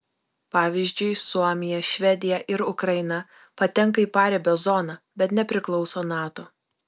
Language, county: Lithuanian, Kaunas